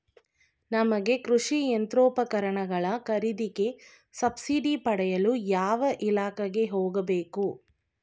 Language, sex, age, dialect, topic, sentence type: Kannada, female, 25-30, Mysore Kannada, agriculture, question